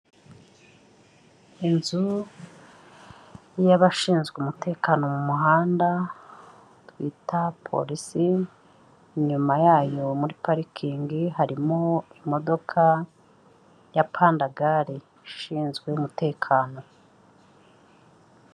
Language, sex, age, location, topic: Kinyarwanda, female, 25-35, Kigali, government